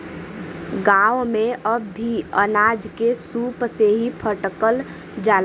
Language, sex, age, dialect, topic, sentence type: Bhojpuri, female, 18-24, Western, agriculture, statement